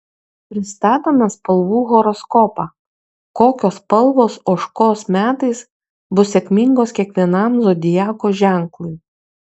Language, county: Lithuanian, Kaunas